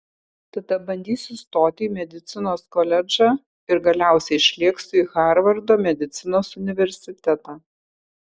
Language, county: Lithuanian, Kaunas